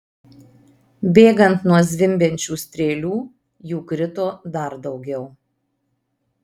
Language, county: Lithuanian, Marijampolė